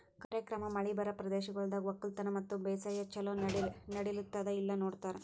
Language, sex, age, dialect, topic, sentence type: Kannada, female, 18-24, Northeastern, agriculture, statement